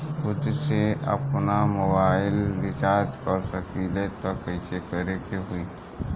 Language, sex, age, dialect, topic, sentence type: Bhojpuri, male, 18-24, Southern / Standard, banking, question